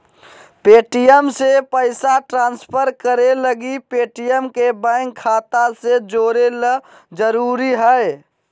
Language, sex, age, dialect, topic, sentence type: Magahi, male, 56-60, Southern, banking, statement